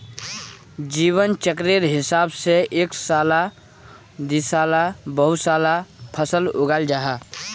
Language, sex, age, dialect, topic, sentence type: Magahi, male, 18-24, Northeastern/Surjapuri, agriculture, statement